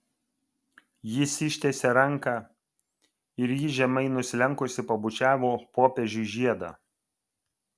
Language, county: Lithuanian, Vilnius